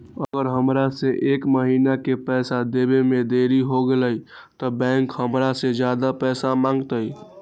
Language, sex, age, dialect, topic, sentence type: Magahi, male, 18-24, Western, banking, question